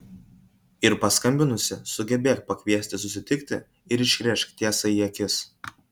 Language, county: Lithuanian, Kaunas